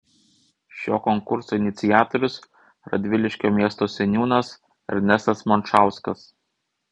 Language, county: Lithuanian, Vilnius